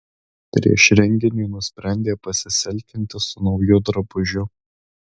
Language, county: Lithuanian, Alytus